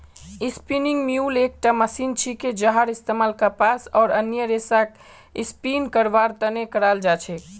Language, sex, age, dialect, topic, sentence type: Magahi, male, 18-24, Northeastern/Surjapuri, agriculture, statement